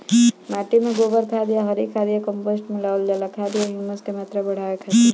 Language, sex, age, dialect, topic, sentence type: Bhojpuri, female, 31-35, Northern, agriculture, question